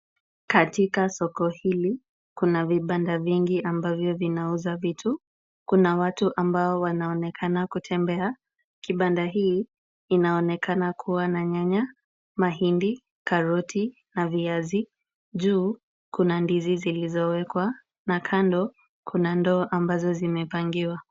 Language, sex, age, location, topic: Swahili, female, 25-35, Kisumu, finance